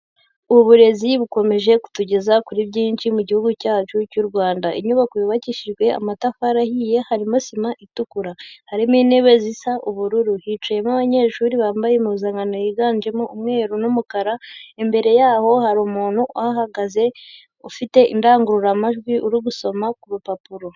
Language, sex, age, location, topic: Kinyarwanda, female, 18-24, Huye, education